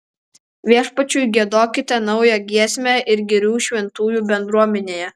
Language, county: Lithuanian, Alytus